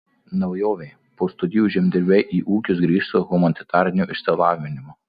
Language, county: Lithuanian, Marijampolė